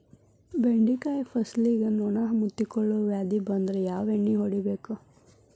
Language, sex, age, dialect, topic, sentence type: Kannada, female, 25-30, Dharwad Kannada, agriculture, question